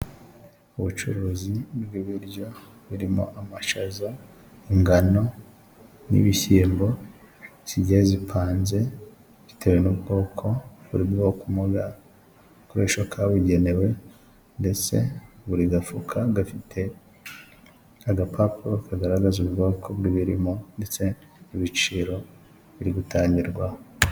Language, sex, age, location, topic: Kinyarwanda, male, 25-35, Huye, agriculture